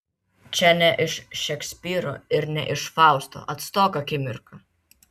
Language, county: Lithuanian, Vilnius